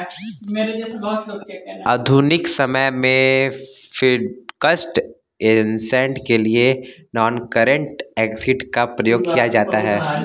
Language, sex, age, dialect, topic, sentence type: Hindi, male, 25-30, Kanauji Braj Bhasha, banking, statement